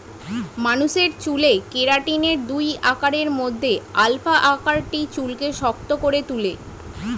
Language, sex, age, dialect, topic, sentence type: Bengali, female, 31-35, Northern/Varendri, agriculture, statement